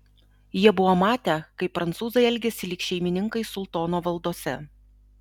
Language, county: Lithuanian, Alytus